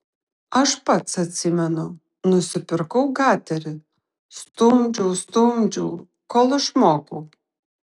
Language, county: Lithuanian, Šiauliai